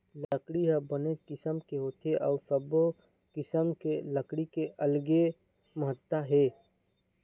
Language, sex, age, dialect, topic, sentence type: Chhattisgarhi, male, 60-100, Eastern, agriculture, statement